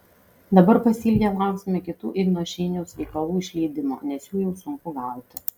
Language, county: Lithuanian, Kaunas